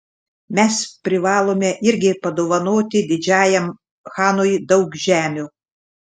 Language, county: Lithuanian, Šiauliai